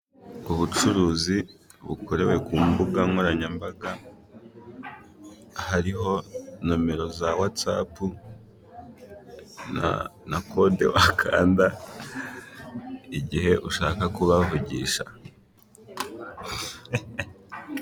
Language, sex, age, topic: Kinyarwanda, male, 18-24, finance